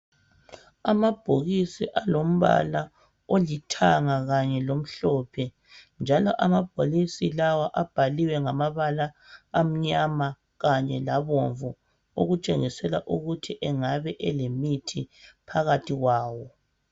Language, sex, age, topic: North Ndebele, female, 25-35, health